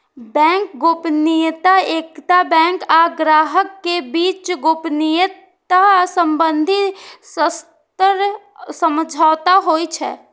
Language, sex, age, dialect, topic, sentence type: Maithili, female, 46-50, Eastern / Thethi, banking, statement